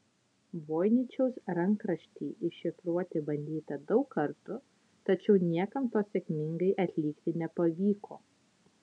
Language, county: Lithuanian, Utena